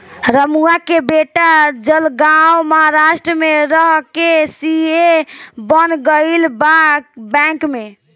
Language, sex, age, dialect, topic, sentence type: Bhojpuri, female, 18-24, Southern / Standard, banking, question